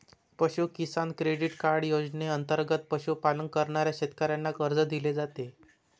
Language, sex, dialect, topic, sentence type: Marathi, male, Varhadi, agriculture, statement